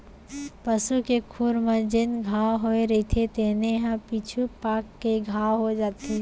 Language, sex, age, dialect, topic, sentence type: Chhattisgarhi, female, 56-60, Central, agriculture, statement